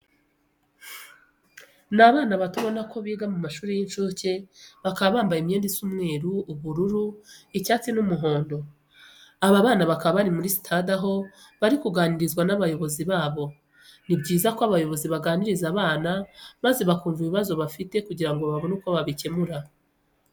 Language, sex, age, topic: Kinyarwanda, female, 25-35, education